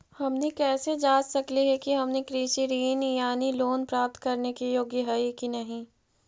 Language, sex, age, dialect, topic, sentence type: Magahi, female, 51-55, Central/Standard, banking, question